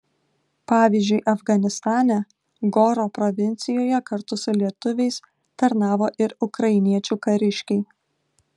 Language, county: Lithuanian, Klaipėda